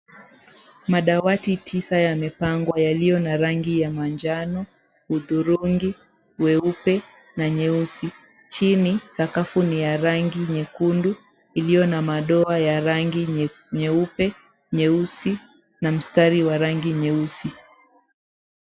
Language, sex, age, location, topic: Swahili, female, 18-24, Mombasa, education